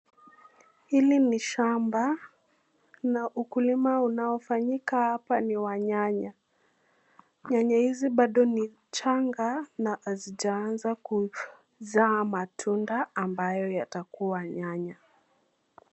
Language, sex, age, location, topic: Swahili, female, 25-35, Nairobi, agriculture